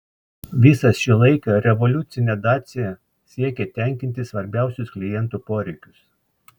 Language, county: Lithuanian, Klaipėda